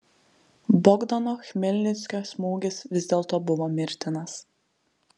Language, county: Lithuanian, Telšiai